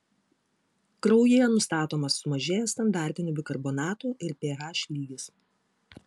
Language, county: Lithuanian, Klaipėda